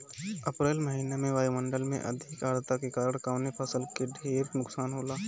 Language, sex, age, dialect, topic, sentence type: Bhojpuri, male, 18-24, Northern, agriculture, question